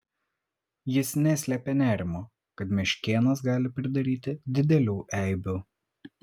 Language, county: Lithuanian, Vilnius